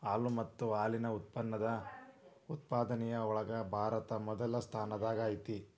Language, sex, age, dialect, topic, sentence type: Kannada, female, 18-24, Dharwad Kannada, agriculture, statement